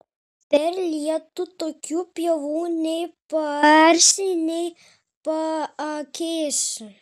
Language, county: Lithuanian, Kaunas